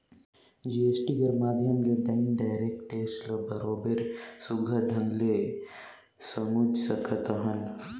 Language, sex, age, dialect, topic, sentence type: Chhattisgarhi, male, 18-24, Northern/Bhandar, banking, statement